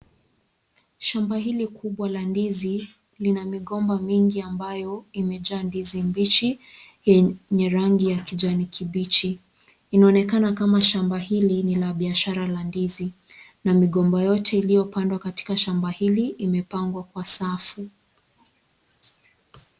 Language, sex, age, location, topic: Swahili, female, 25-35, Kisii, agriculture